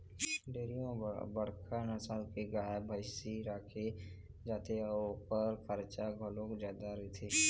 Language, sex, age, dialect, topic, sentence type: Chhattisgarhi, male, 18-24, Eastern, agriculture, statement